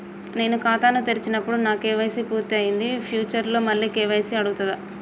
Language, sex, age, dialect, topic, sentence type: Telugu, female, 31-35, Telangana, banking, question